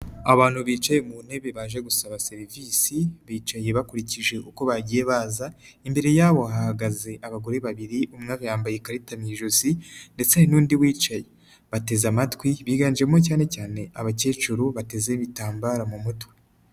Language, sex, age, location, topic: Kinyarwanda, male, 36-49, Nyagatare, health